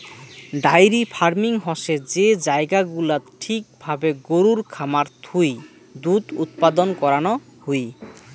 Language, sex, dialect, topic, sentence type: Bengali, male, Rajbangshi, agriculture, statement